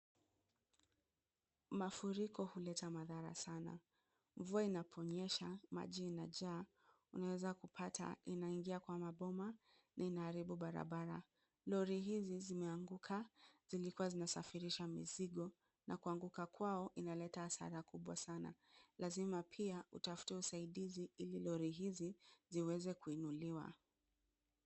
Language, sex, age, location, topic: Swahili, female, 25-35, Kisumu, health